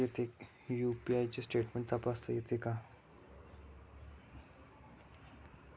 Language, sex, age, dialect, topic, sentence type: Marathi, male, 18-24, Standard Marathi, banking, question